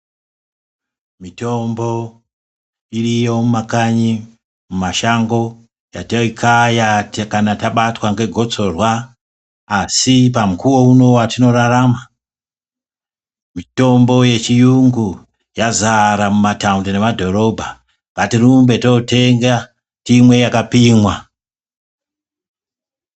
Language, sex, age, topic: Ndau, female, 25-35, health